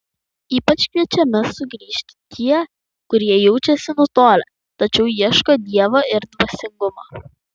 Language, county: Lithuanian, Klaipėda